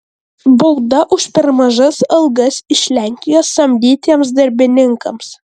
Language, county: Lithuanian, Vilnius